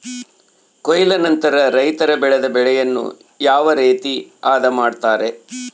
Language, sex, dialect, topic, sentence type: Kannada, male, Central, agriculture, question